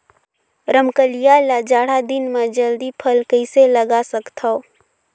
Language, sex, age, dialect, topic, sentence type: Chhattisgarhi, female, 18-24, Northern/Bhandar, agriculture, question